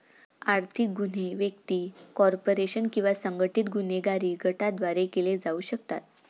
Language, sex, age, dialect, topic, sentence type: Marathi, female, 46-50, Varhadi, banking, statement